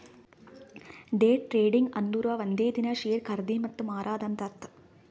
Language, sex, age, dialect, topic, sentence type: Kannada, female, 46-50, Northeastern, banking, statement